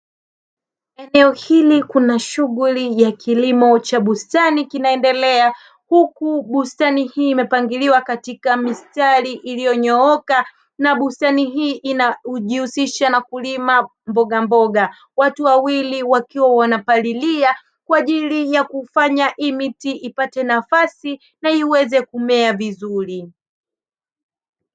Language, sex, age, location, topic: Swahili, female, 25-35, Dar es Salaam, agriculture